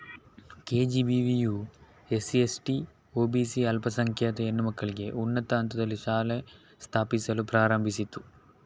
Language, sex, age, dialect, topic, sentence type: Kannada, male, 18-24, Coastal/Dakshin, banking, statement